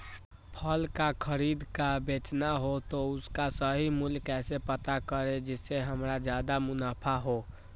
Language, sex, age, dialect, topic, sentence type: Magahi, male, 18-24, Western, agriculture, question